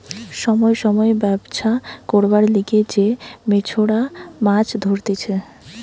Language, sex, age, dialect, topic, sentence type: Bengali, female, 18-24, Western, agriculture, statement